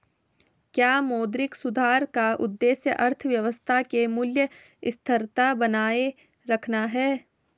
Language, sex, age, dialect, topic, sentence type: Hindi, female, 18-24, Hindustani Malvi Khadi Boli, banking, statement